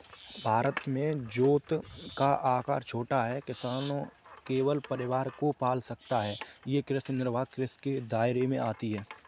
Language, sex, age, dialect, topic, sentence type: Hindi, male, 25-30, Kanauji Braj Bhasha, agriculture, statement